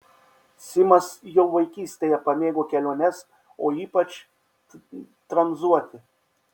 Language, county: Lithuanian, Šiauliai